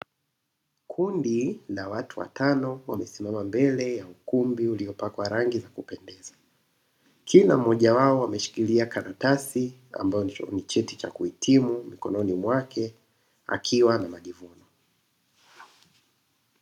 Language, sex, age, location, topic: Swahili, male, 25-35, Dar es Salaam, education